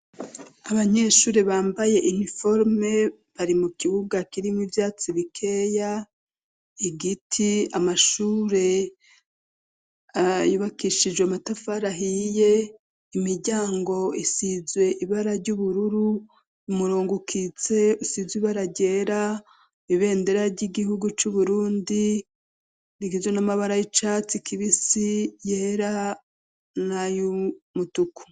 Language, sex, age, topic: Rundi, female, 36-49, education